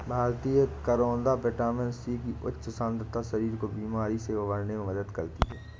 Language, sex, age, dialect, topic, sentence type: Hindi, male, 25-30, Awadhi Bundeli, agriculture, statement